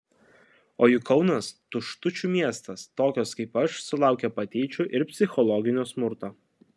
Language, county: Lithuanian, Kaunas